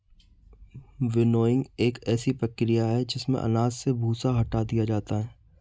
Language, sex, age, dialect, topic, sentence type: Hindi, male, 25-30, Marwari Dhudhari, agriculture, statement